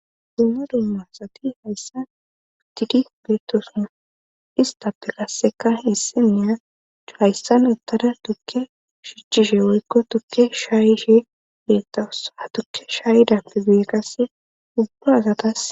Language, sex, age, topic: Gamo, female, 25-35, government